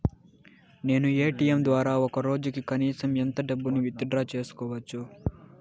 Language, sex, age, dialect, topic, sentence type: Telugu, male, 18-24, Southern, banking, question